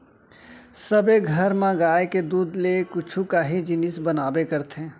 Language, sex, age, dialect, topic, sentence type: Chhattisgarhi, male, 36-40, Central, agriculture, statement